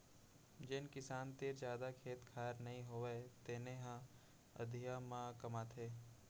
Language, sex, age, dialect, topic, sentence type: Chhattisgarhi, male, 56-60, Central, agriculture, statement